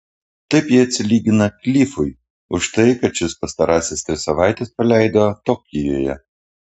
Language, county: Lithuanian, Panevėžys